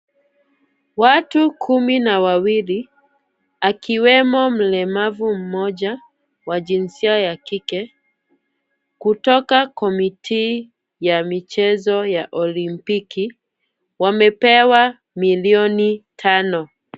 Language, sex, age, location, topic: Swahili, female, 25-35, Kisumu, education